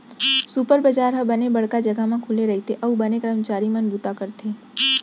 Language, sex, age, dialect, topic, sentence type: Chhattisgarhi, female, 25-30, Central, agriculture, statement